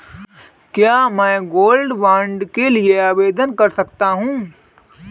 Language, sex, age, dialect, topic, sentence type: Hindi, male, 25-30, Marwari Dhudhari, banking, question